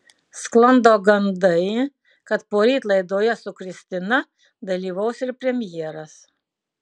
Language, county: Lithuanian, Utena